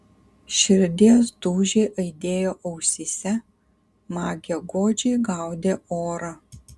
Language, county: Lithuanian, Kaunas